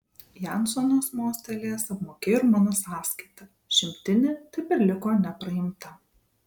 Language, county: Lithuanian, Vilnius